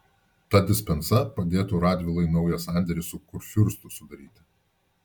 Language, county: Lithuanian, Vilnius